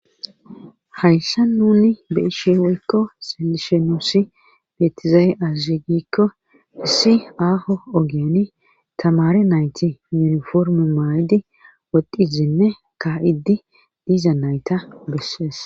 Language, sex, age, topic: Gamo, female, 36-49, government